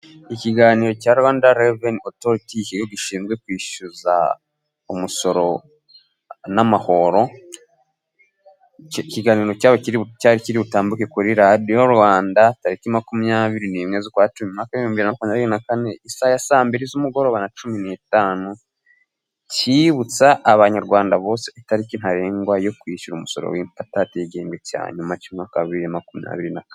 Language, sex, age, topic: Kinyarwanda, male, 18-24, government